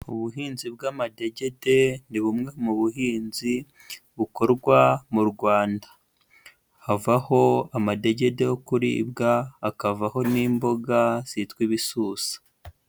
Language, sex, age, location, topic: Kinyarwanda, female, 25-35, Huye, agriculture